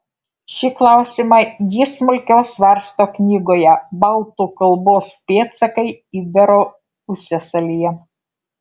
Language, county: Lithuanian, Kaunas